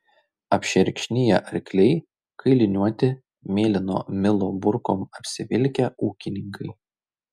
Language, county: Lithuanian, Šiauliai